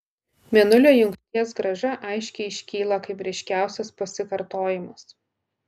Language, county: Lithuanian, Klaipėda